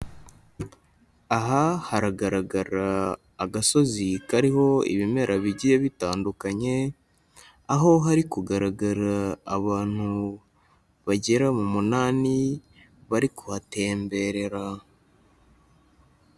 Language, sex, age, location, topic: Kinyarwanda, male, 25-35, Kigali, health